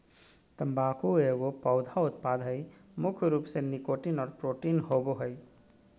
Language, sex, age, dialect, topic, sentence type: Magahi, male, 36-40, Southern, agriculture, statement